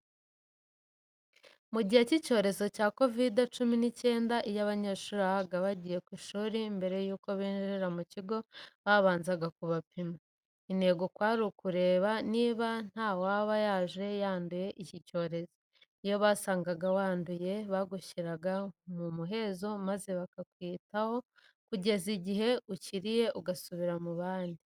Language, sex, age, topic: Kinyarwanda, female, 25-35, education